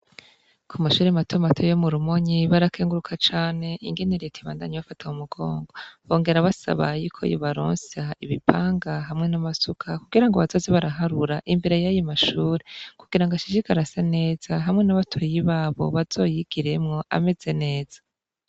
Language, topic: Rundi, education